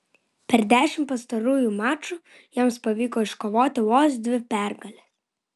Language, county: Lithuanian, Vilnius